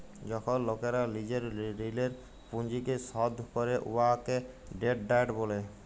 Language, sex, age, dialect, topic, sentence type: Bengali, male, 18-24, Jharkhandi, banking, statement